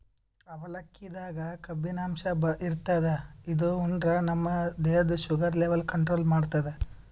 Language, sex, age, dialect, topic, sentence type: Kannada, male, 18-24, Northeastern, agriculture, statement